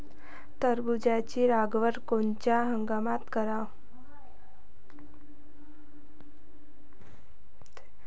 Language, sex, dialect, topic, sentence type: Marathi, female, Varhadi, agriculture, question